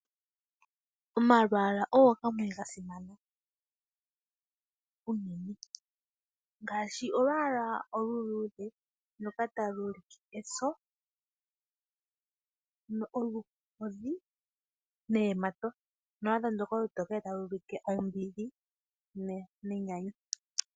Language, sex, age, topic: Oshiwambo, female, 18-24, agriculture